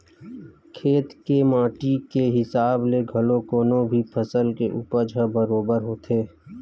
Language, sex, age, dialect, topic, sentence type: Chhattisgarhi, male, 25-30, Western/Budati/Khatahi, agriculture, statement